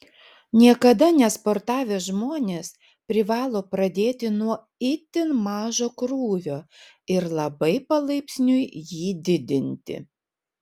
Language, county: Lithuanian, Šiauliai